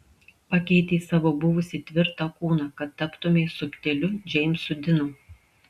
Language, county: Lithuanian, Klaipėda